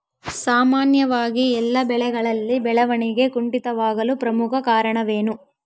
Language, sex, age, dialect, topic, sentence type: Kannada, female, 18-24, Central, agriculture, question